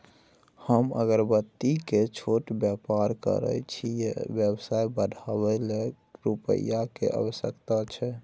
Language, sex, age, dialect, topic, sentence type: Maithili, male, 60-100, Bajjika, banking, question